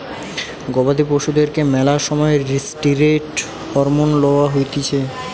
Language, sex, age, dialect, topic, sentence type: Bengali, male, 18-24, Western, agriculture, statement